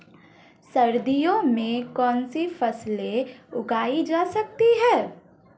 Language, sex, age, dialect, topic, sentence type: Hindi, female, 25-30, Marwari Dhudhari, agriculture, question